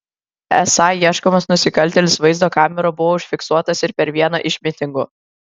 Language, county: Lithuanian, Kaunas